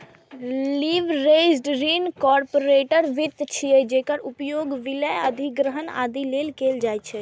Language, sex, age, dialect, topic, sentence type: Maithili, female, 31-35, Eastern / Thethi, banking, statement